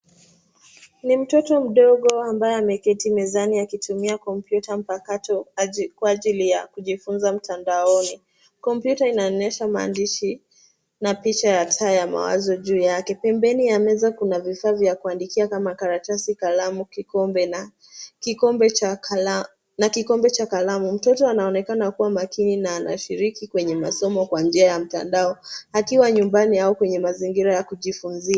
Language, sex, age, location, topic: Swahili, female, 18-24, Nairobi, education